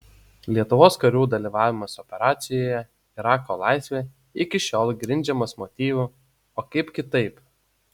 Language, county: Lithuanian, Utena